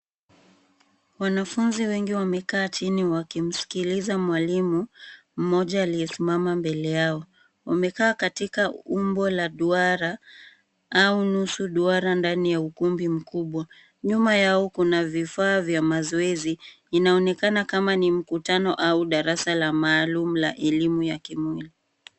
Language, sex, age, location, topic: Swahili, female, 18-24, Nairobi, education